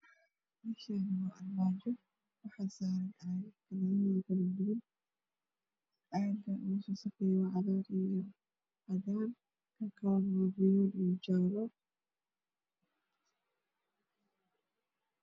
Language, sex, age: Somali, female, 25-35